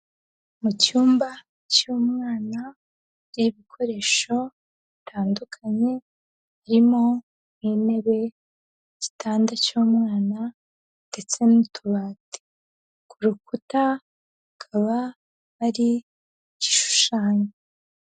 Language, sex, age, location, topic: Kinyarwanda, female, 18-24, Huye, health